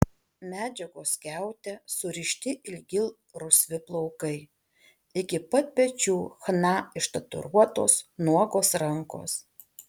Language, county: Lithuanian, Alytus